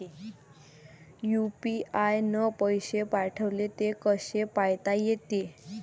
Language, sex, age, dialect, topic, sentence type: Marathi, female, 18-24, Varhadi, banking, question